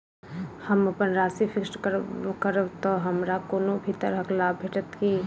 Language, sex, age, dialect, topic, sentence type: Maithili, female, 25-30, Southern/Standard, banking, question